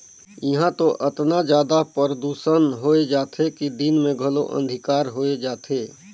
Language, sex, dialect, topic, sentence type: Chhattisgarhi, male, Northern/Bhandar, agriculture, statement